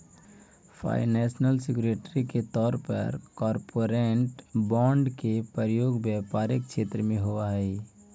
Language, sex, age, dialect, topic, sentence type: Magahi, male, 56-60, Central/Standard, banking, statement